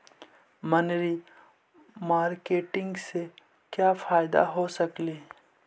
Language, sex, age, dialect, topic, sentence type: Magahi, male, 25-30, Central/Standard, agriculture, question